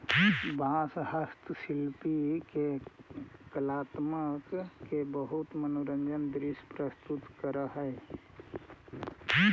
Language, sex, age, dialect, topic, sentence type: Magahi, male, 36-40, Central/Standard, banking, statement